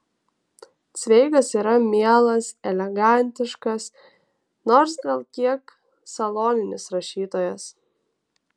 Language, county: Lithuanian, Kaunas